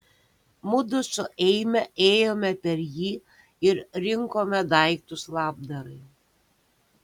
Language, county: Lithuanian, Kaunas